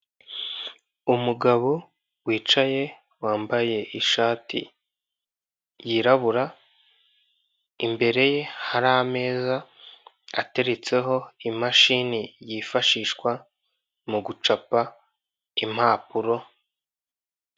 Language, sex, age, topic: Kinyarwanda, male, 18-24, government